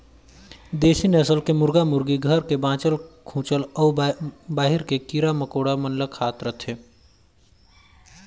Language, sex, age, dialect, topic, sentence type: Chhattisgarhi, male, 25-30, Northern/Bhandar, agriculture, statement